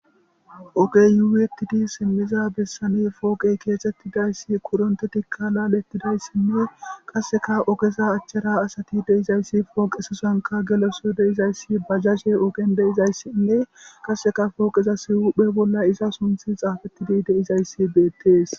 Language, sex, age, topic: Gamo, male, 18-24, government